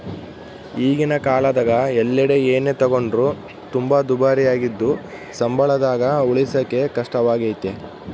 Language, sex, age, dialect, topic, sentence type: Kannada, male, 18-24, Central, banking, statement